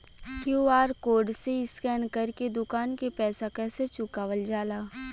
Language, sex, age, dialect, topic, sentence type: Bhojpuri, female, 18-24, Western, banking, question